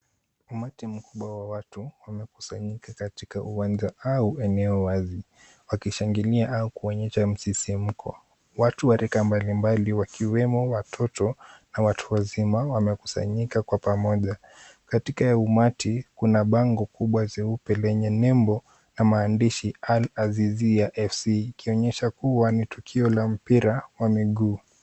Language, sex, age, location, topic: Swahili, male, 18-24, Kisumu, government